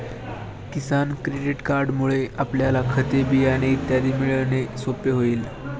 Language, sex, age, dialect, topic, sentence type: Marathi, male, 18-24, Standard Marathi, agriculture, statement